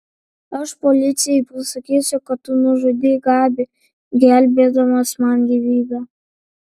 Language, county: Lithuanian, Vilnius